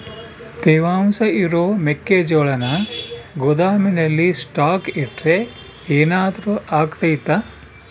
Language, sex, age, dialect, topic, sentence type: Kannada, male, 60-100, Central, agriculture, question